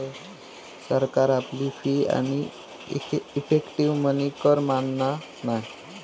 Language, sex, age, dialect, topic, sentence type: Marathi, male, 18-24, Southern Konkan, banking, statement